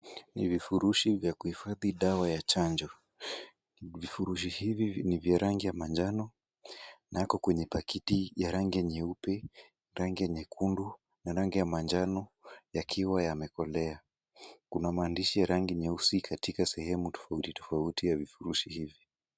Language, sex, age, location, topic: Swahili, male, 18-24, Kisumu, health